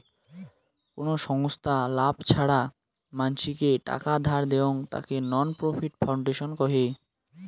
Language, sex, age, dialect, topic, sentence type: Bengali, male, <18, Rajbangshi, banking, statement